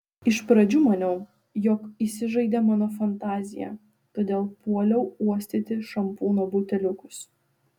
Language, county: Lithuanian, Vilnius